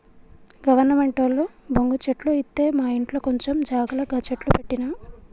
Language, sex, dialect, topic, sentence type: Telugu, female, Telangana, agriculture, statement